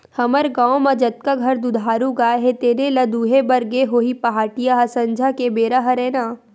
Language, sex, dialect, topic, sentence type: Chhattisgarhi, female, Western/Budati/Khatahi, agriculture, statement